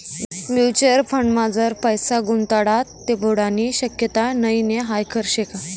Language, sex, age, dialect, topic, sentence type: Marathi, female, 18-24, Northern Konkan, banking, statement